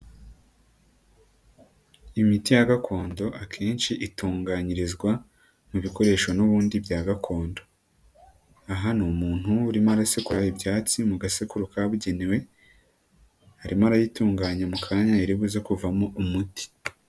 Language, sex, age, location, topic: Kinyarwanda, female, 18-24, Nyagatare, health